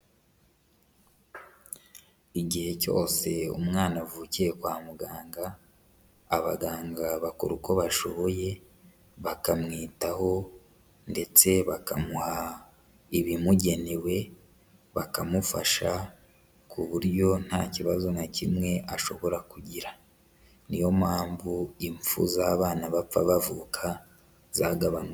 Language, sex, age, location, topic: Kinyarwanda, male, 25-35, Huye, health